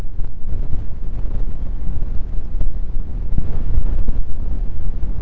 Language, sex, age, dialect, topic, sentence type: Hindi, male, 31-35, Hindustani Malvi Khadi Boli, agriculture, statement